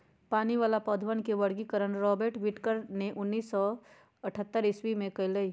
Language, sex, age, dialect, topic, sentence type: Magahi, male, 31-35, Western, agriculture, statement